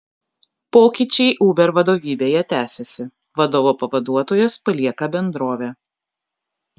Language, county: Lithuanian, Kaunas